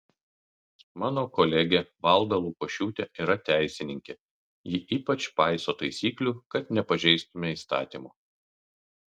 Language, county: Lithuanian, Kaunas